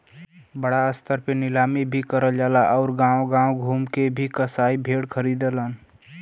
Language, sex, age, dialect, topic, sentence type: Bhojpuri, male, 25-30, Western, agriculture, statement